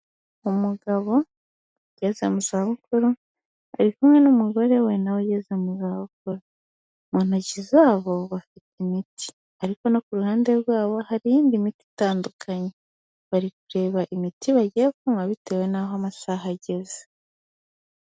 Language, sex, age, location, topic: Kinyarwanda, female, 18-24, Kigali, health